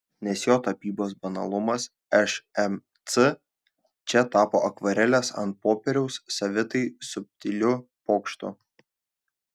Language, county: Lithuanian, Šiauliai